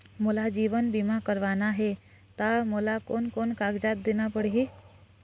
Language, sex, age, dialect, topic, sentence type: Chhattisgarhi, female, 25-30, Eastern, banking, question